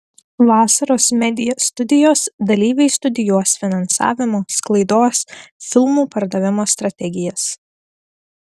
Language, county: Lithuanian, Telšiai